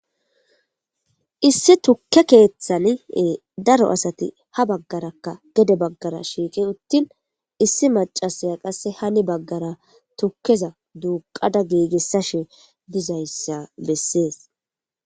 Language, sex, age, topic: Gamo, female, 25-35, government